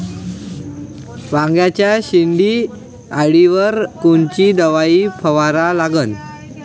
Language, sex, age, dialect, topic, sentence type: Marathi, male, 25-30, Varhadi, agriculture, question